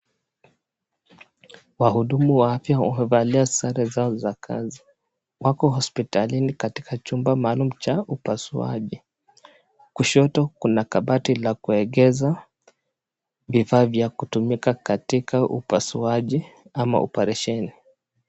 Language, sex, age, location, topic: Swahili, male, 25-35, Nakuru, health